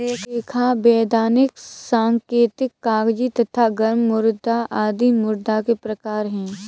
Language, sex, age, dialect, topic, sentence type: Hindi, female, 18-24, Kanauji Braj Bhasha, banking, statement